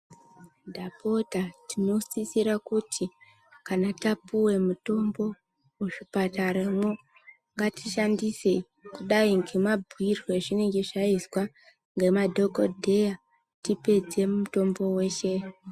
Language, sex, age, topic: Ndau, female, 25-35, health